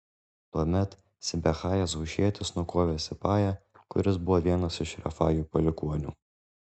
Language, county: Lithuanian, Šiauliai